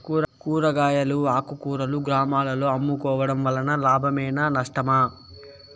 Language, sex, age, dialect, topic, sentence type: Telugu, male, 18-24, Southern, agriculture, question